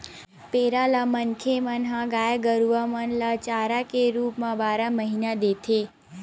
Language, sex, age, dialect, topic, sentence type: Chhattisgarhi, female, 60-100, Western/Budati/Khatahi, agriculture, statement